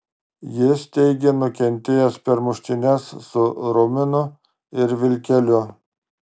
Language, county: Lithuanian, Marijampolė